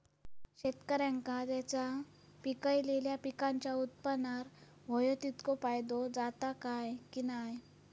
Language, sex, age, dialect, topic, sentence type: Marathi, female, 18-24, Southern Konkan, agriculture, question